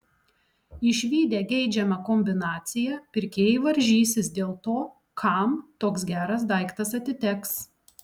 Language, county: Lithuanian, Alytus